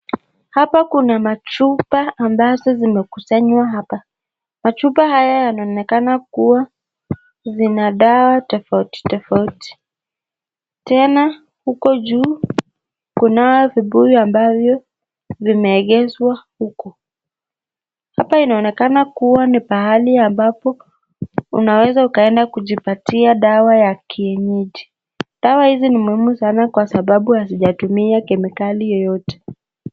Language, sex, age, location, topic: Swahili, female, 50+, Nakuru, health